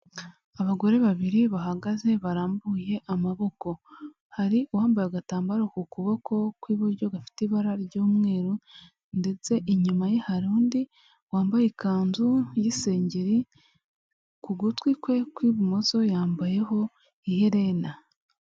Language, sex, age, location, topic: Kinyarwanda, female, 36-49, Huye, health